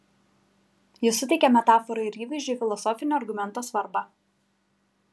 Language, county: Lithuanian, Kaunas